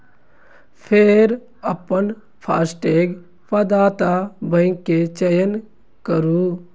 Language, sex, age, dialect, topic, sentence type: Maithili, male, 56-60, Eastern / Thethi, banking, statement